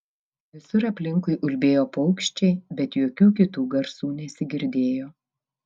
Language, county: Lithuanian, Vilnius